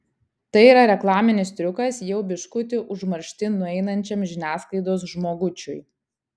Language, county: Lithuanian, Kaunas